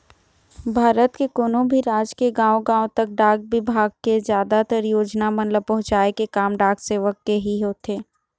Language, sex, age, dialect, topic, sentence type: Chhattisgarhi, female, 36-40, Eastern, banking, statement